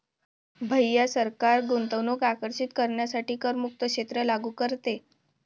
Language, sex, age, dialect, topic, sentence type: Marathi, female, 25-30, Varhadi, banking, statement